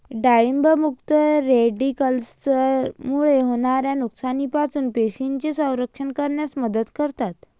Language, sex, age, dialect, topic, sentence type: Marathi, female, 25-30, Varhadi, agriculture, statement